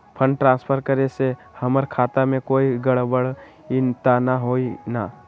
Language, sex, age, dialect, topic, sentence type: Magahi, male, 18-24, Western, banking, question